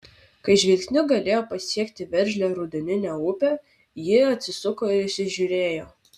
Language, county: Lithuanian, Vilnius